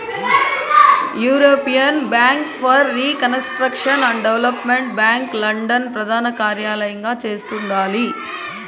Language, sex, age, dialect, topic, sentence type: Telugu, female, 31-35, Southern, banking, statement